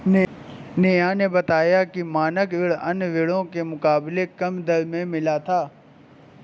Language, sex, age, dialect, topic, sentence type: Hindi, male, 18-24, Awadhi Bundeli, banking, statement